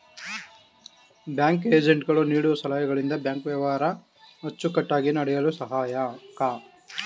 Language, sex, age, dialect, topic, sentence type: Kannada, male, 36-40, Mysore Kannada, banking, statement